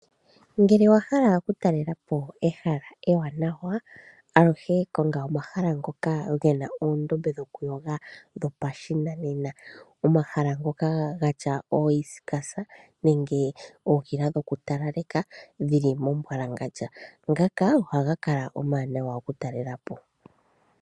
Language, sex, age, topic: Oshiwambo, female, 25-35, agriculture